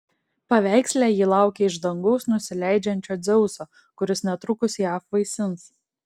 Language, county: Lithuanian, Klaipėda